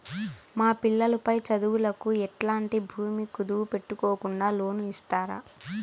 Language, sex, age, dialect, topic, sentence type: Telugu, female, 18-24, Southern, banking, question